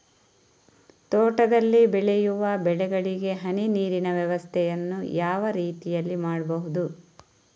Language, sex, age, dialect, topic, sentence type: Kannada, female, 31-35, Coastal/Dakshin, agriculture, question